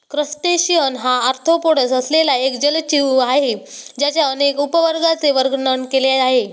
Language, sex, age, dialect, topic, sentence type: Marathi, male, 18-24, Standard Marathi, agriculture, statement